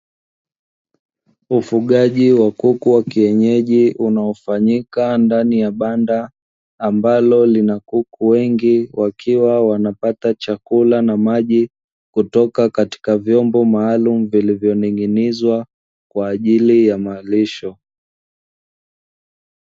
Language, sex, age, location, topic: Swahili, male, 25-35, Dar es Salaam, agriculture